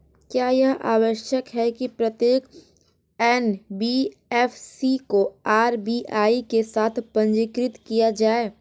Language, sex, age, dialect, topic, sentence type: Hindi, female, 18-24, Hindustani Malvi Khadi Boli, banking, question